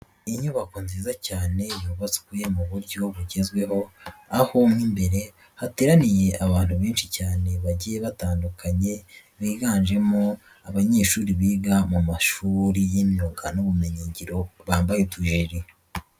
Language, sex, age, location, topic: Kinyarwanda, male, 36-49, Nyagatare, education